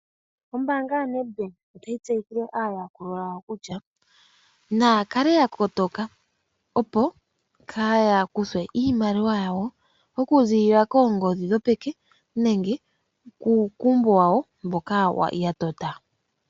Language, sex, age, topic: Oshiwambo, male, 18-24, finance